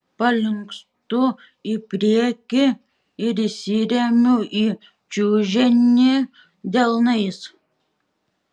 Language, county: Lithuanian, Šiauliai